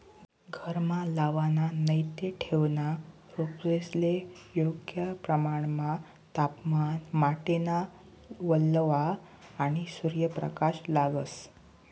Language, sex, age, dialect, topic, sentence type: Marathi, male, 18-24, Northern Konkan, agriculture, statement